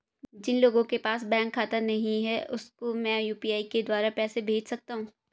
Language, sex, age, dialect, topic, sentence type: Hindi, female, 18-24, Marwari Dhudhari, banking, question